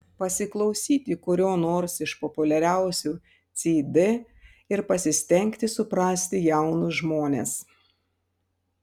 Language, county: Lithuanian, Panevėžys